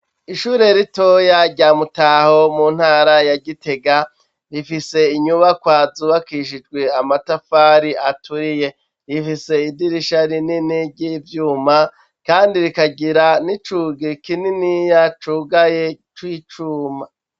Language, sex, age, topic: Rundi, male, 36-49, education